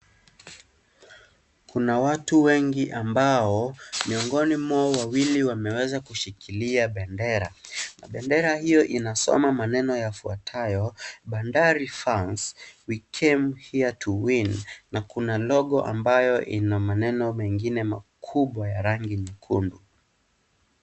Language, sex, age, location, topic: Swahili, male, 18-24, Kisii, government